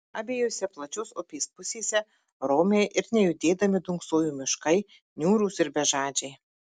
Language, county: Lithuanian, Marijampolė